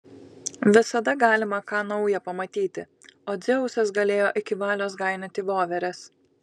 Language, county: Lithuanian, Kaunas